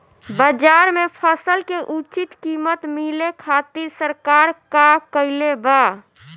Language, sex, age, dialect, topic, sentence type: Bhojpuri, female, 18-24, Northern, agriculture, question